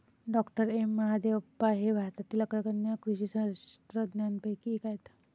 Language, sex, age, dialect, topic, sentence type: Marathi, female, 25-30, Varhadi, agriculture, statement